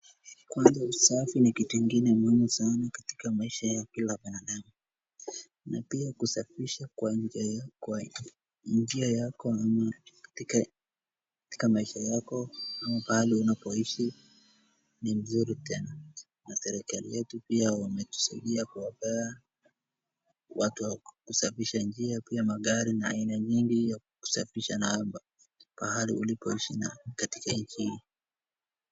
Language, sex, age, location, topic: Swahili, male, 36-49, Wajir, health